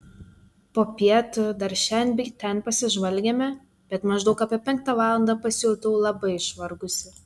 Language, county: Lithuanian, Telšiai